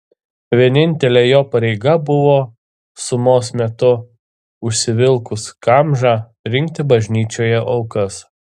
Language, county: Lithuanian, Telšiai